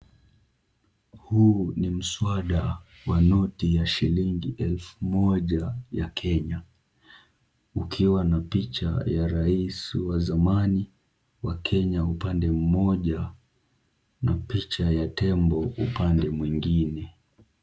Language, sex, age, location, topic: Swahili, male, 18-24, Kisumu, finance